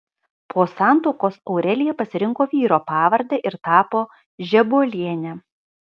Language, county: Lithuanian, Kaunas